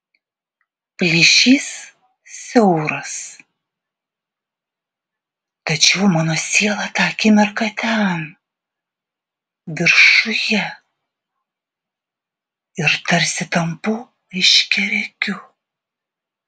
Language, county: Lithuanian, Vilnius